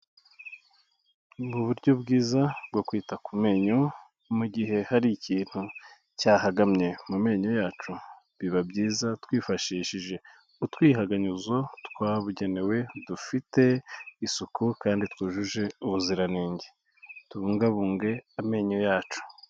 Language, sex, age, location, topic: Kinyarwanda, male, 36-49, Kigali, health